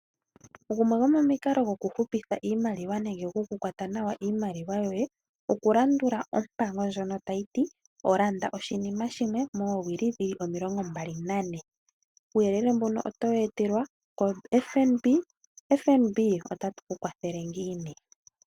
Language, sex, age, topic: Oshiwambo, female, 18-24, finance